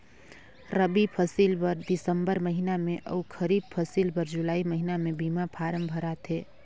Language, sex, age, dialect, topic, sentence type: Chhattisgarhi, female, 25-30, Northern/Bhandar, agriculture, statement